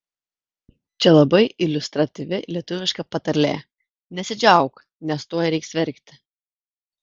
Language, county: Lithuanian, Kaunas